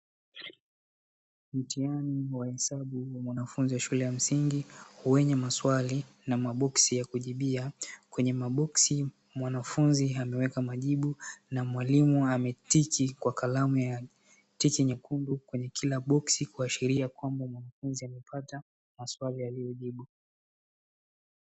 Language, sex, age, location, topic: Swahili, male, 18-24, Dar es Salaam, education